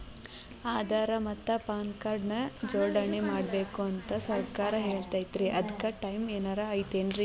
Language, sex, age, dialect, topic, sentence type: Kannada, female, 18-24, Dharwad Kannada, banking, question